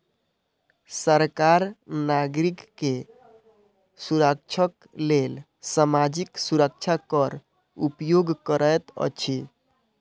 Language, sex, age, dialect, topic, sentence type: Maithili, male, 18-24, Southern/Standard, banking, statement